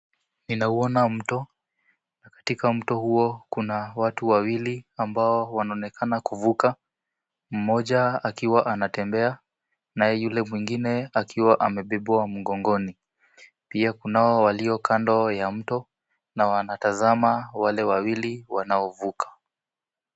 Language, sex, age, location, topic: Swahili, male, 18-24, Kisumu, health